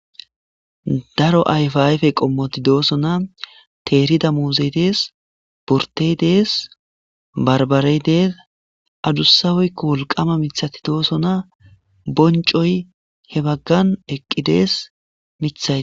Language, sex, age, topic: Gamo, male, 18-24, agriculture